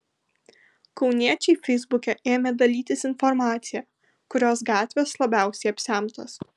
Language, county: Lithuanian, Kaunas